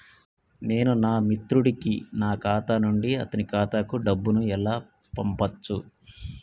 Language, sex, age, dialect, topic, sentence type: Telugu, male, 36-40, Telangana, banking, question